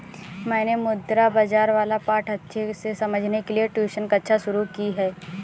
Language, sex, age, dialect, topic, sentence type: Hindi, female, 18-24, Awadhi Bundeli, banking, statement